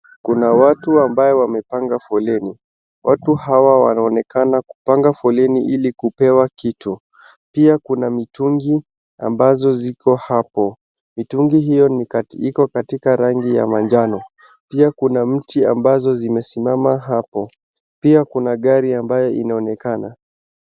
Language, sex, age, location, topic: Swahili, male, 36-49, Wajir, health